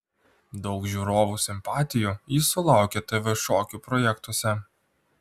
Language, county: Lithuanian, Klaipėda